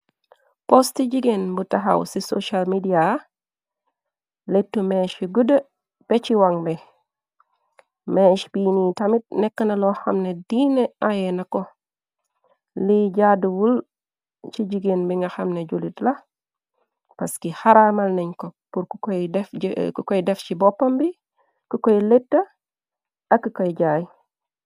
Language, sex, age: Wolof, female, 36-49